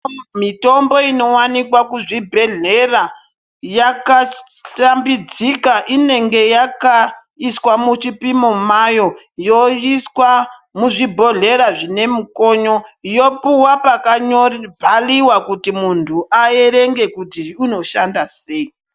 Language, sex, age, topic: Ndau, female, 36-49, health